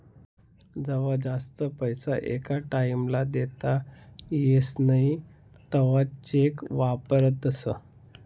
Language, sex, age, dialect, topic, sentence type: Marathi, male, 31-35, Northern Konkan, banking, statement